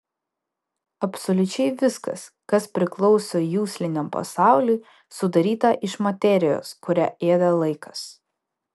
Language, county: Lithuanian, Vilnius